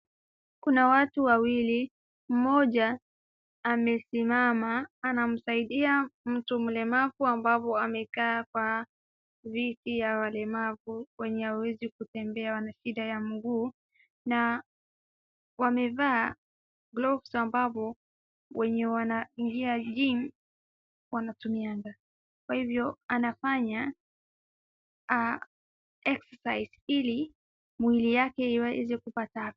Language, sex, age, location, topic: Swahili, female, 18-24, Wajir, education